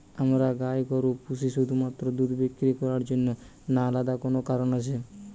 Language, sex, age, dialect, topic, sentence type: Bengali, male, 18-24, Western, agriculture, question